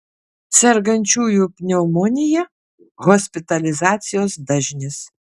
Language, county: Lithuanian, Kaunas